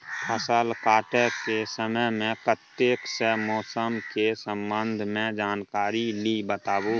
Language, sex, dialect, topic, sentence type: Maithili, male, Bajjika, agriculture, question